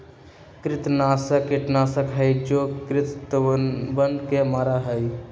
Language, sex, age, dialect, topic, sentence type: Magahi, male, 18-24, Western, agriculture, statement